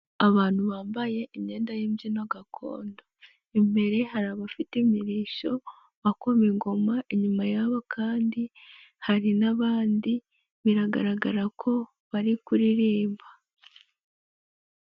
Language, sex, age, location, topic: Kinyarwanda, female, 18-24, Nyagatare, government